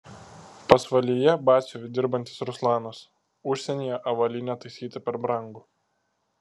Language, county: Lithuanian, Klaipėda